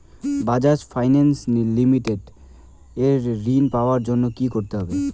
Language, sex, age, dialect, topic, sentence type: Bengali, male, 18-24, Rajbangshi, banking, question